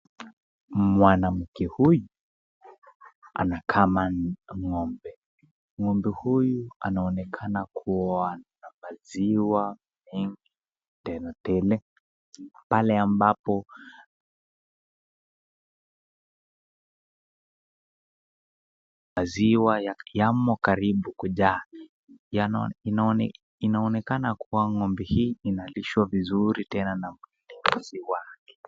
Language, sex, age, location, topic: Swahili, female, 36-49, Nakuru, agriculture